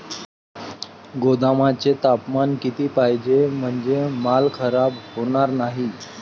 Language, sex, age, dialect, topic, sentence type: Marathi, male, 18-24, Varhadi, agriculture, question